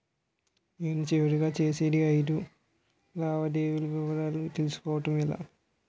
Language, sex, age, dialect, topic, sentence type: Telugu, male, 18-24, Utterandhra, banking, question